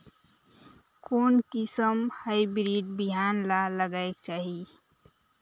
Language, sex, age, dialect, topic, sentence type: Chhattisgarhi, female, 18-24, Northern/Bhandar, agriculture, question